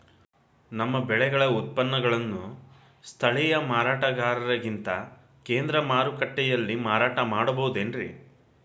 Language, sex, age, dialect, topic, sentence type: Kannada, male, 25-30, Dharwad Kannada, agriculture, question